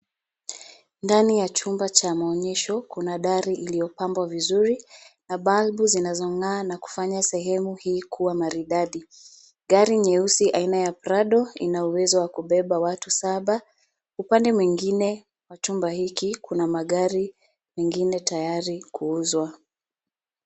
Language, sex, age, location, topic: Swahili, female, 36-49, Nairobi, finance